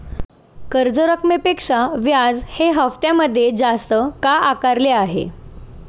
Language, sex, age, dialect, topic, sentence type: Marathi, female, 18-24, Standard Marathi, banking, question